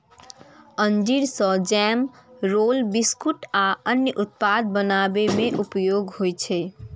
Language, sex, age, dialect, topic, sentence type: Maithili, female, 18-24, Eastern / Thethi, agriculture, statement